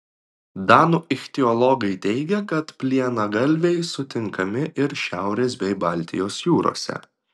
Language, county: Lithuanian, Klaipėda